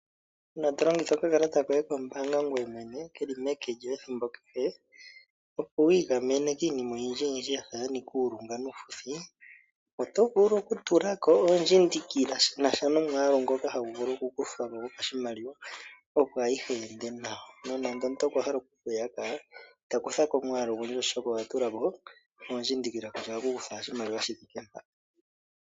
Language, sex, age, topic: Oshiwambo, male, 25-35, finance